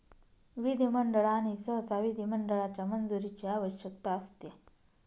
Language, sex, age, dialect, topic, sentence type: Marathi, female, 31-35, Northern Konkan, banking, statement